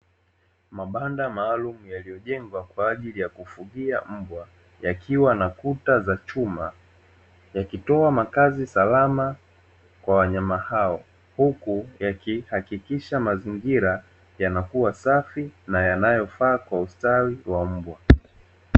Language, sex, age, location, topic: Swahili, male, 18-24, Dar es Salaam, agriculture